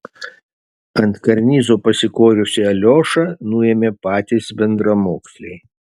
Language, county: Lithuanian, Šiauliai